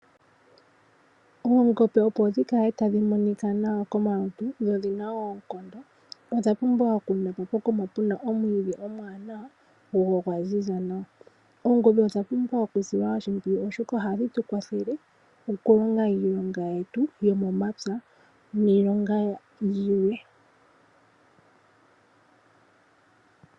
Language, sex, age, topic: Oshiwambo, female, 18-24, agriculture